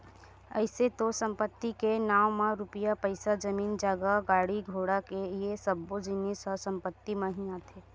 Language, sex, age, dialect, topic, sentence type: Chhattisgarhi, female, 18-24, Western/Budati/Khatahi, banking, statement